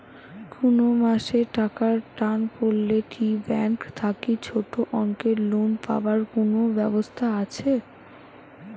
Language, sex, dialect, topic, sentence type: Bengali, female, Rajbangshi, banking, question